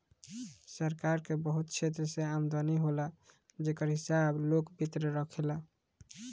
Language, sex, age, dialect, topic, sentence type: Bhojpuri, male, 18-24, Northern, banking, statement